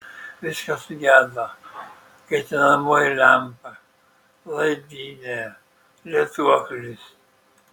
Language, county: Lithuanian, Šiauliai